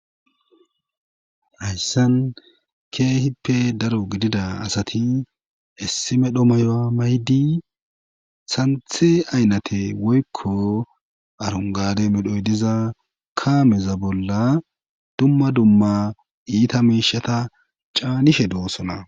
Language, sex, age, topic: Gamo, male, 18-24, government